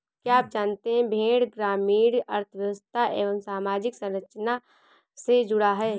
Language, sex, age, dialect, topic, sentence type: Hindi, male, 25-30, Awadhi Bundeli, agriculture, statement